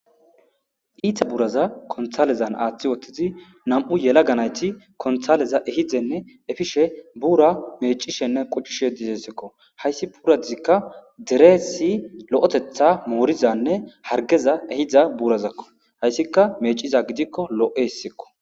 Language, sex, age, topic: Gamo, male, 25-35, government